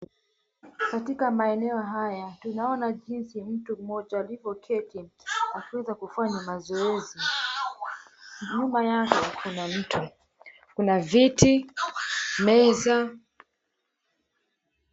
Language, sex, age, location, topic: Swahili, female, 25-35, Mombasa, health